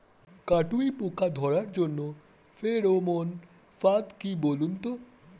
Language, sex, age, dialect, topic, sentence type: Bengali, male, 31-35, Standard Colloquial, agriculture, question